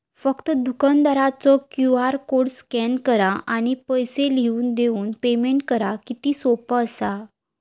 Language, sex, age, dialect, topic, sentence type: Marathi, female, 31-35, Southern Konkan, banking, statement